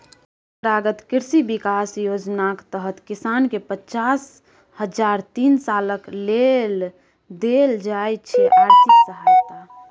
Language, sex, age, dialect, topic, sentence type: Maithili, female, 18-24, Bajjika, agriculture, statement